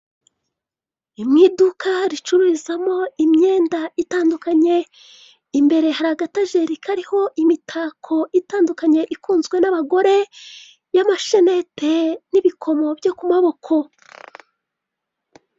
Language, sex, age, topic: Kinyarwanda, female, 36-49, finance